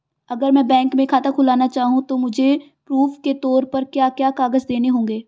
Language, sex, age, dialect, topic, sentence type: Hindi, female, 18-24, Marwari Dhudhari, banking, question